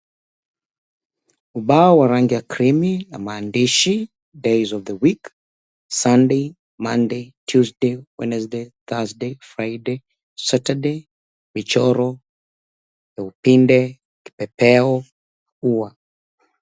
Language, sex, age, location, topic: Swahili, male, 36-49, Mombasa, education